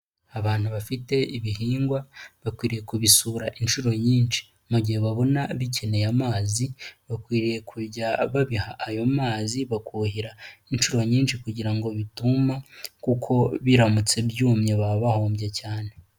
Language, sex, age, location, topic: Kinyarwanda, male, 18-24, Nyagatare, agriculture